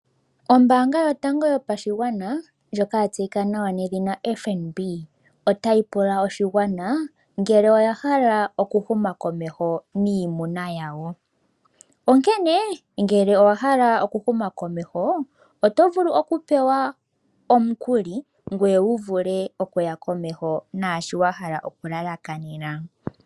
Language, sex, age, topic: Oshiwambo, female, 36-49, finance